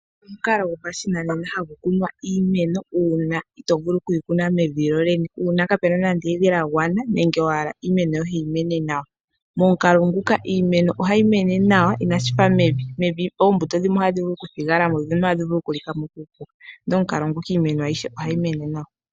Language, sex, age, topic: Oshiwambo, female, 18-24, agriculture